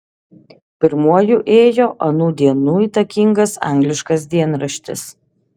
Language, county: Lithuanian, Šiauliai